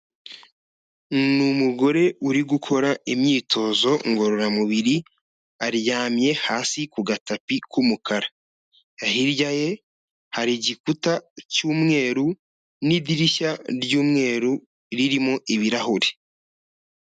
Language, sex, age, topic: Kinyarwanda, male, 25-35, health